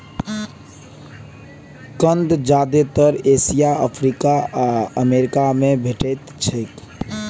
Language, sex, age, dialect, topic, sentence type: Maithili, male, 18-24, Eastern / Thethi, agriculture, statement